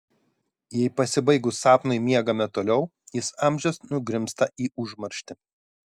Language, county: Lithuanian, Šiauliai